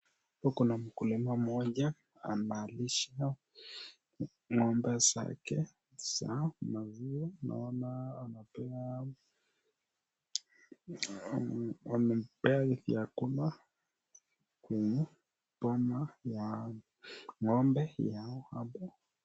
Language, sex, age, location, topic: Swahili, male, 18-24, Nakuru, agriculture